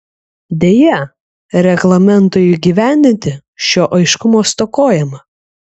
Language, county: Lithuanian, Kaunas